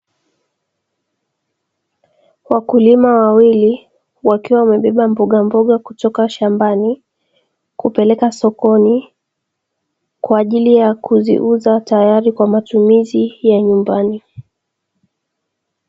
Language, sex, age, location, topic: Swahili, male, 25-35, Dar es Salaam, agriculture